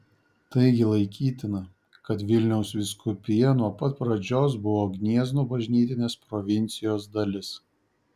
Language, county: Lithuanian, Šiauliai